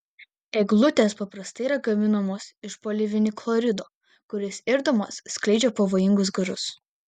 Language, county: Lithuanian, Vilnius